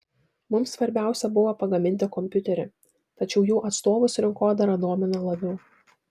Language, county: Lithuanian, Šiauliai